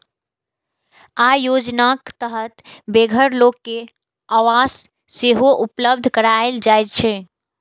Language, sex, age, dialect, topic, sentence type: Maithili, female, 18-24, Eastern / Thethi, banking, statement